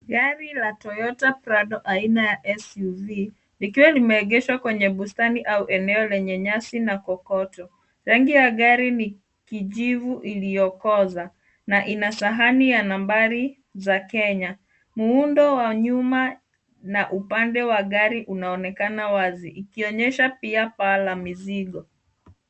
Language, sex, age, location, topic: Swahili, female, 25-35, Nairobi, finance